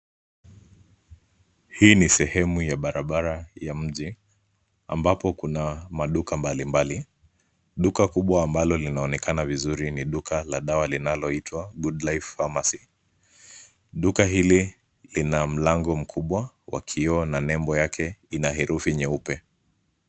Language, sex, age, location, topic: Swahili, male, 25-35, Nairobi, health